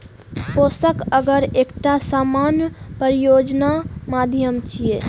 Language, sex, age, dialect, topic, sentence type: Maithili, female, 18-24, Eastern / Thethi, agriculture, statement